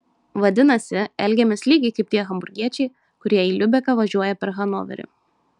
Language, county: Lithuanian, Šiauliai